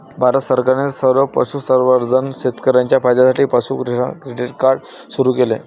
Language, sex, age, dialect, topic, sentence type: Marathi, male, 18-24, Varhadi, agriculture, statement